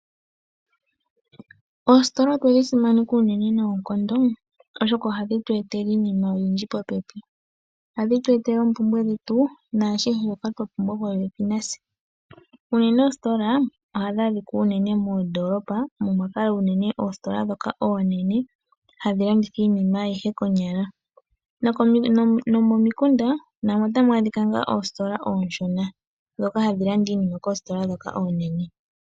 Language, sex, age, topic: Oshiwambo, male, 25-35, finance